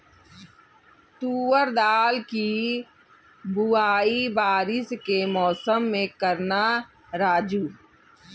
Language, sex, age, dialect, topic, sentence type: Hindi, female, 36-40, Kanauji Braj Bhasha, agriculture, statement